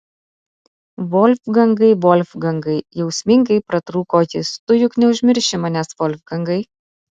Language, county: Lithuanian, Utena